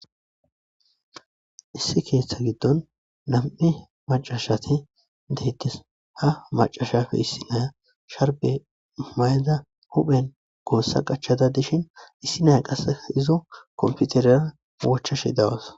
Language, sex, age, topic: Gamo, male, 25-35, government